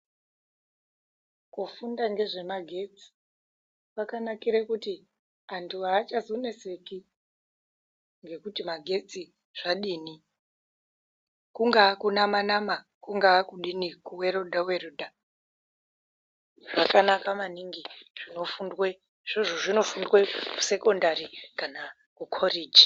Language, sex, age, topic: Ndau, female, 18-24, education